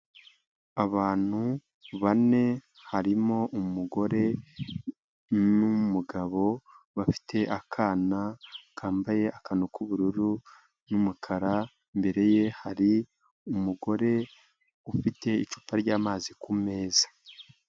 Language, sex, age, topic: Kinyarwanda, male, 25-35, education